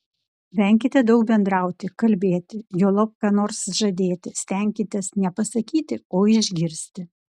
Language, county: Lithuanian, Klaipėda